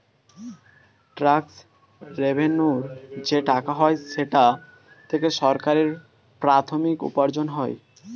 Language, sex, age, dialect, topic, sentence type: Bengali, male, 18-24, Standard Colloquial, banking, statement